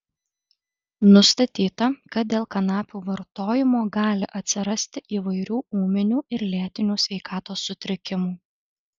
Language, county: Lithuanian, Alytus